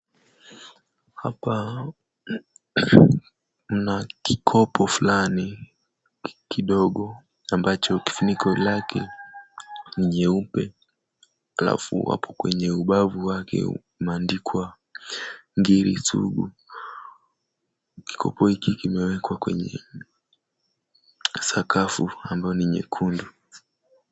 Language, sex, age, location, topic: Swahili, male, 18-24, Kisumu, health